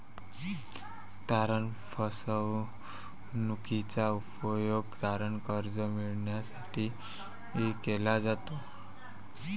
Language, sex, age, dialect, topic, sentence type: Marathi, male, 25-30, Varhadi, banking, statement